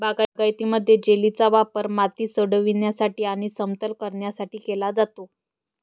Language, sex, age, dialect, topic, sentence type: Marathi, male, 60-100, Varhadi, agriculture, statement